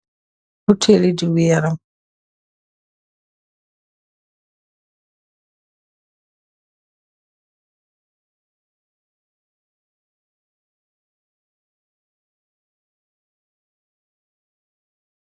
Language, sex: Wolof, female